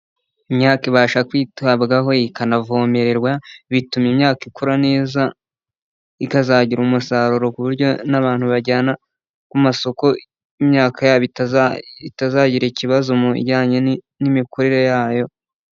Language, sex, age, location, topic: Kinyarwanda, male, 18-24, Nyagatare, agriculture